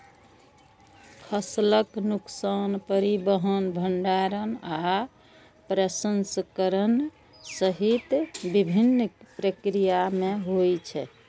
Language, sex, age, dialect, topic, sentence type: Maithili, female, 18-24, Eastern / Thethi, agriculture, statement